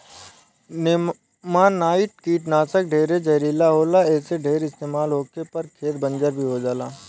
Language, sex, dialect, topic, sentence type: Bhojpuri, male, Southern / Standard, agriculture, statement